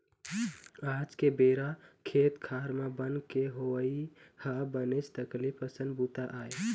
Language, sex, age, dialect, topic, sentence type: Chhattisgarhi, male, 18-24, Eastern, agriculture, statement